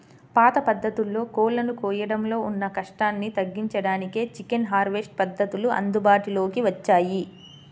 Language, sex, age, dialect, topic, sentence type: Telugu, female, 25-30, Central/Coastal, agriculture, statement